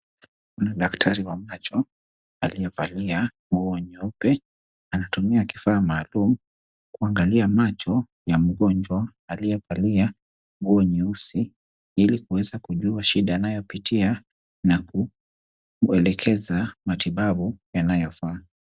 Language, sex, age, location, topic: Swahili, male, 25-35, Kisumu, health